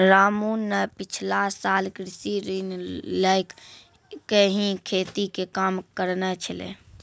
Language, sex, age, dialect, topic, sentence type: Maithili, female, 31-35, Angika, agriculture, statement